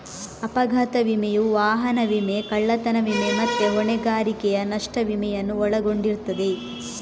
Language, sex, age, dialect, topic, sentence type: Kannada, female, 18-24, Coastal/Dakshin, banking, statement